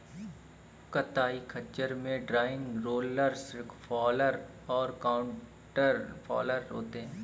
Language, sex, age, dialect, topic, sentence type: Hindi, male, 25-30, Kanauji Braj Bhasha, agriculture, statement